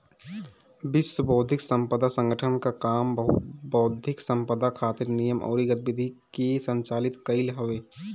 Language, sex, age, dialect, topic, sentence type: Bhojpuri, male, 18-24, Northern, banking, statement